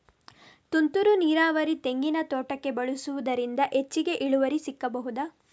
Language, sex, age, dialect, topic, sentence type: Kannada, female, 18-24, Coastal/Dakshin, agriculture, question